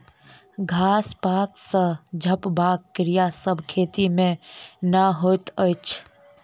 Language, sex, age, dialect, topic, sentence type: Maithili, female, 25-30, Southern/Standard, agriculture, statement